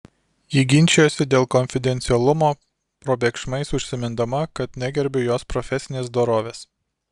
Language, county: Lithuanian, Alytus